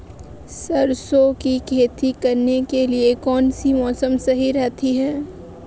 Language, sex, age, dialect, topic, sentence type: Hindi, female, 18-24, Marwari Dhudhari, agriculture, question